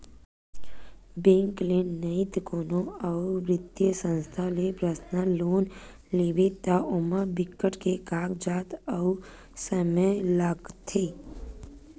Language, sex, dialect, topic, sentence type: Chhattisgarhi, female, Western/Budati/Khatahi, banking, statement